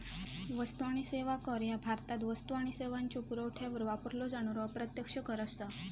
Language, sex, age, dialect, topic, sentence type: Marathi, female, 18-24, Southern Konkan, banking, statement